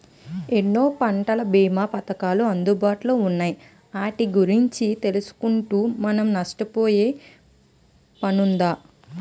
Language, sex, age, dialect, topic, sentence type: Telugu, female, 25-30, Utterandhra, banking, statement